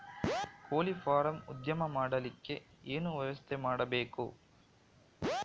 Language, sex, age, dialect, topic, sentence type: Kannada, male, 41-45, Coastal/Dakshin, agriculture, question